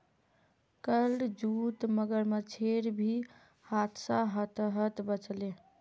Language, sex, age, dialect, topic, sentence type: Magahi, female, 46-50, Northeastern/Surjapuri, agriculture, statement